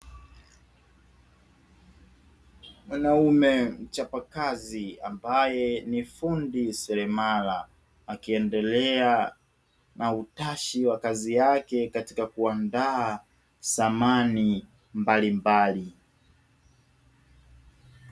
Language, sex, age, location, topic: Swahili, male, 18-24, Dar es Salaam, finance